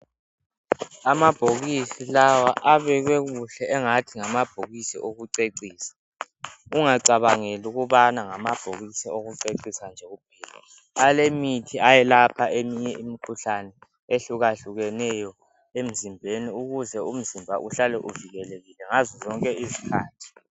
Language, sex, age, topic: North Ndebele, male, 18-24, health